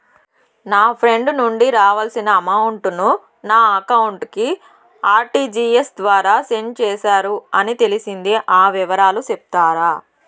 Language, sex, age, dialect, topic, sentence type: Telugu, female, 60-100, Southern, banking, question